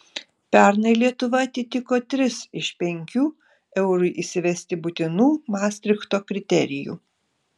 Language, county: Lithuanian, Šiauliai